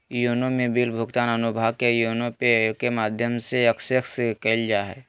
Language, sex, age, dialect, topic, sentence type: Magahi, male, 25-30, Southern, banking, statement